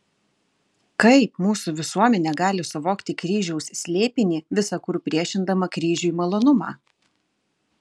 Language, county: Lithuanian, Kaunas